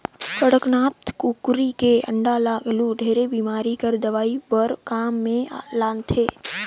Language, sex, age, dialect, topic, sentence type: Chhattisgarhi, male, 18-24, Northern/Bhandar, agriculture, statement